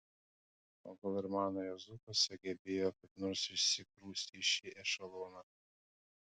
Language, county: Lithuanian, Panevėžys